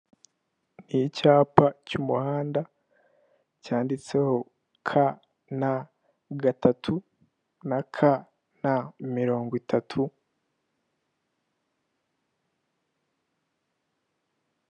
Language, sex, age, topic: Kinyarwanda, male, 18-24, government